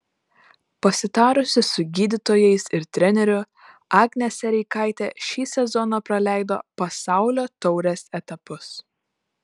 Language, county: Lithuanian, Panevėžys